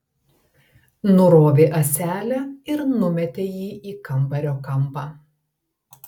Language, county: Lithuanian, Telšiai